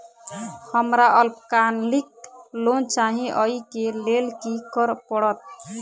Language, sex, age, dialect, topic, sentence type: Maithili, female, 18-24, Southern/Standard, banking, question